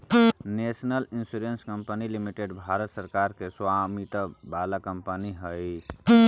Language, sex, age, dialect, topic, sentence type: Magahi, male, 41-45, Central/Standard, banking, statement